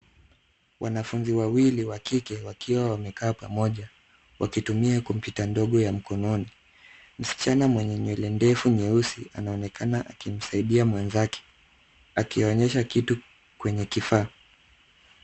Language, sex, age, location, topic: Swahili, male, 50+, Nairobi, education